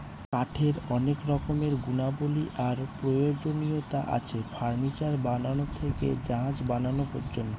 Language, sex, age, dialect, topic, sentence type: Bengali, male, 18-24, Northern/Varendri, agriculture, statement